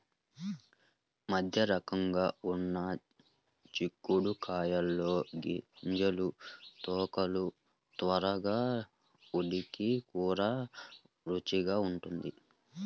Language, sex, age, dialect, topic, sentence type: Telugu, male, 18-24, Central/Coastal, agriculture, statement